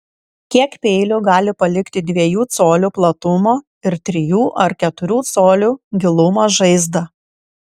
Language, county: Lithuanian, Kaunas